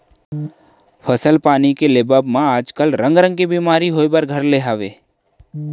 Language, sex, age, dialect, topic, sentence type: Chhattisgarhi, male, 31-35, Central, agriculture, statement